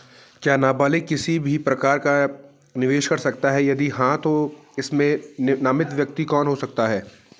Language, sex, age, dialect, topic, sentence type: Hindi, male, 18-24, Garhwali, banking, question